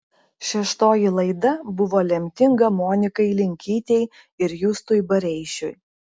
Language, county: Lithuanian, Klaipėda